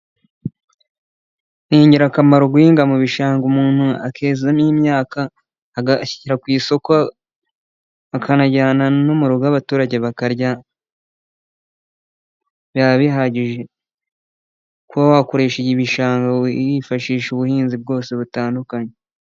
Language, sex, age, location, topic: Kinyarwanda, male, 18-24, Nyagatare, agriculture